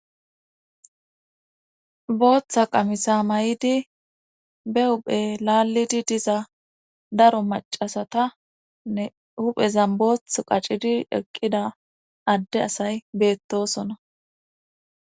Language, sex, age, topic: Gamo, female, 25-35, government